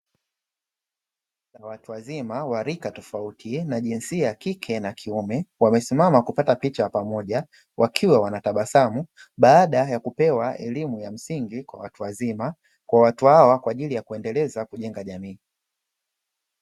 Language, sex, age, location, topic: Swahili, male, 25-35, Dar es Salaam, education